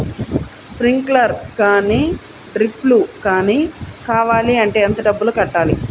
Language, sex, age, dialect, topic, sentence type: Telugu, female, 31-35, Central/Coastal, agriculture, question